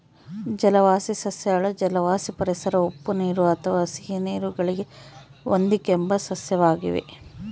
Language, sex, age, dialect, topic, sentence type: Kannada, female, 41-45, Central, agriculture, statement